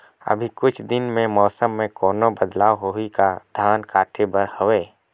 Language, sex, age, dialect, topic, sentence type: Chhattisgarhi, male, 18-24, Northern/Bhandar, agriculture, question